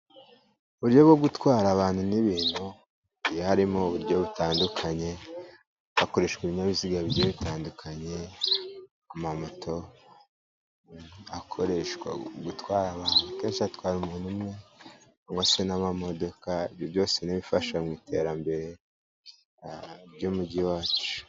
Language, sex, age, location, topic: Kinyarwanda, male, 18-24, Musanze, government